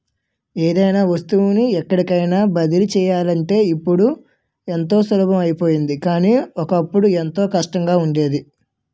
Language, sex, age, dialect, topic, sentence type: Telugu, male, 18-24, Utterandhra, banking, statement